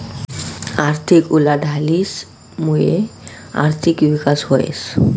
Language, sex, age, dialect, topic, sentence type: Marathi, male, 18-24, Northern Konkan, banking, statement